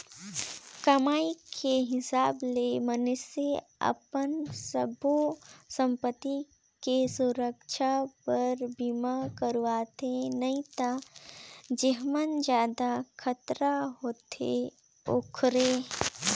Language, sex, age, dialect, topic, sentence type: Chhattisgarhi, female, 25-30, Northern/Bhandar, banking, statement